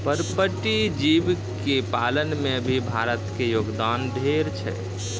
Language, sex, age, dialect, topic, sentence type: Maithili, male, 31-35, Angika, agriculture, statement